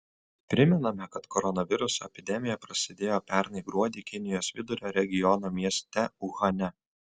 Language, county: Lithuanian, Utena